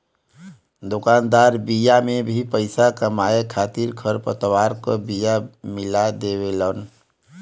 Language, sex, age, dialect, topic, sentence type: Bhojpuri, male, 25-30, Western, agriculture, statement